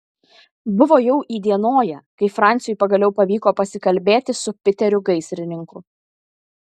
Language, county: Lithuanian, Kaunas